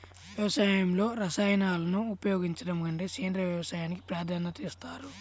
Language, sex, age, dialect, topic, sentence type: Telugu, male, 18-24, Central/Coastal, agriculture, statement